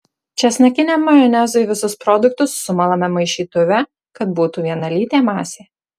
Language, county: Lithuanian, Marijampolė